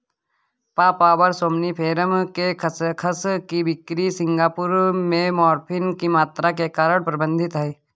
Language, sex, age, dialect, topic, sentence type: Hindi, male, 18-24, Kanauji Braj Bhasha, agriculture, statement